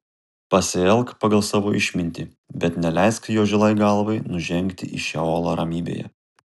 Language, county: Lithuanian, Kaunas